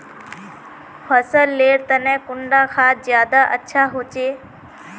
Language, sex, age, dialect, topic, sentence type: Magahi, female, 18-24, Northeastern/Surjapuri, agriculture, question